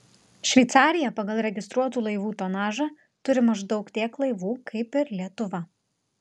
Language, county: Lithuanian, Telšiai